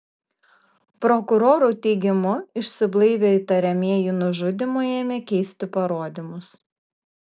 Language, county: Lithuanian, Kaunas